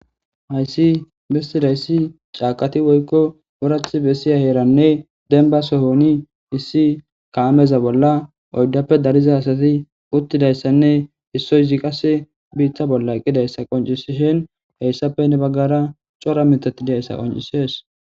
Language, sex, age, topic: Gamo, male, 18-24, government